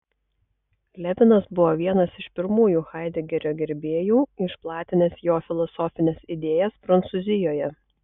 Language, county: Lithuanian, Kaunas